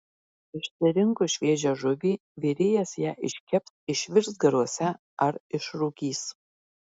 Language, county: Lithuanian, Marijampolė